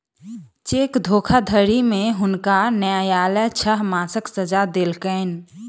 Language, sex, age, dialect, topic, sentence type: Maithili, female, 18-24, Southern/Standard, banking, statement